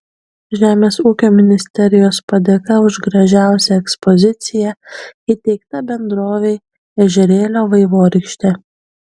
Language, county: Lithuanian, Kaunas